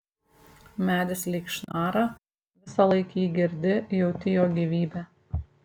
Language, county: Lithuanian, Šiauliai